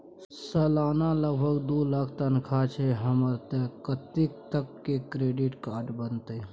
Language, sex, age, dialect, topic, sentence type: Maithili, male, 18-24, Bajjika, banking, question